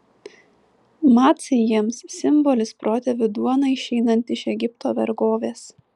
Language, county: Lithuanian, Vilnius